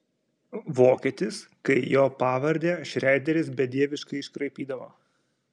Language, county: Lithuanian, Kaunas